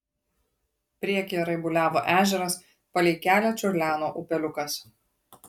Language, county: Lithuanian, Klaipėda